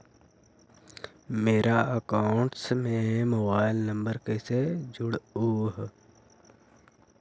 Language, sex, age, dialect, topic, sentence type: Magahi, male, 51-55, Central/Standard, banking, question